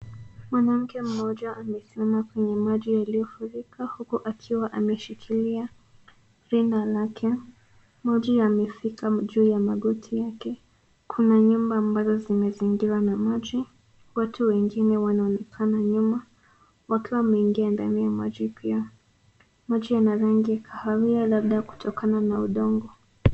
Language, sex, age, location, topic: Swahili, female, 18-24, Nairobi, health